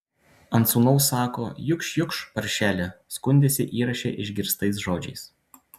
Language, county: Lithuanian, Utena